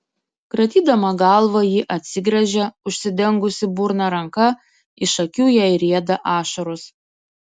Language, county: Lithuanian, Kaunas